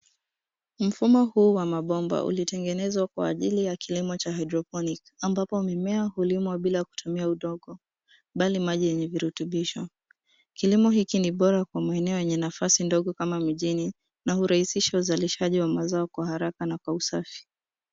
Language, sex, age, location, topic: Swahili, female, 18-24, Nairobi, agriculture